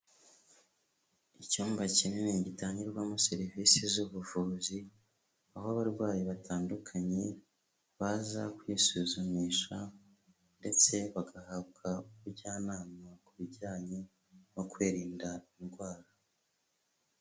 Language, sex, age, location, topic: Kinyarwanda, male, 25-35, Huye, health